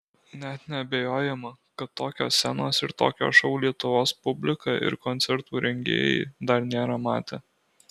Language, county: Lithuanian, Alytus